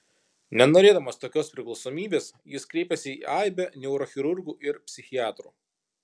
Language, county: Lithuanian, Kaunas